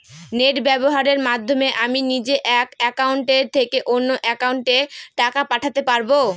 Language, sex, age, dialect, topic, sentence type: Bengali, female, 25-30, Northern/Varendri, banking, question